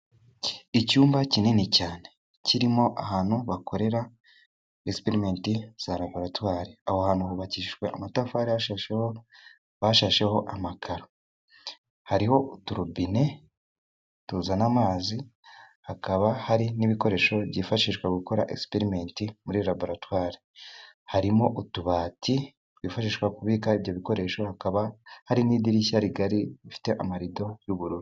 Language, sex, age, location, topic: Kinyarwanda, male, 18-24, Musanze, education